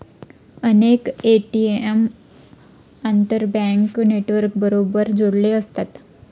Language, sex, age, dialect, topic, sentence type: Marathi, female, 25-30, Standard Marathi, banking, statement